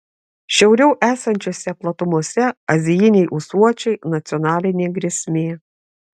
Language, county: Lithuanian, Klaipėda